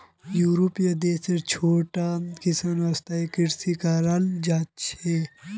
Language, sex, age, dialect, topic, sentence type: Magahi, male, 18-24, Northeastern/Surjapuri, agriculture, statement